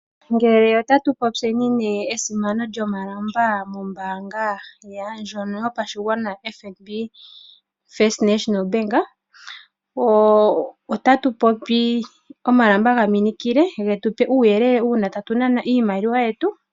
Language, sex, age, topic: Oshiwambo, female, 25-35, finance